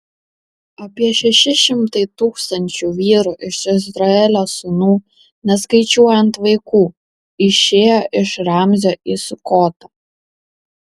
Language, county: Lithuanian, Kaunas